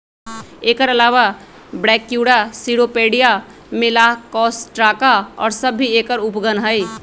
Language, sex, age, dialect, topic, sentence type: Magahi, female, 25-30, Western, agriculture, statement